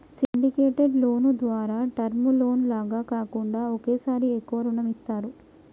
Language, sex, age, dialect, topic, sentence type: Telugu, female, 25-30, Telangana, banking, statement